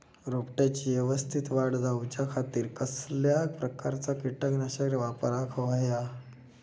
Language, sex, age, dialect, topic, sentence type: Marathi, male, 25-30, Southern Konkan, agriculture, question